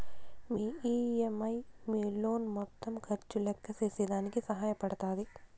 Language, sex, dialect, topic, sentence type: Telugu, female, Southern, banking, statement